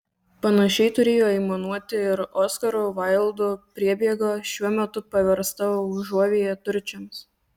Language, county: Lithuanian, Kaunas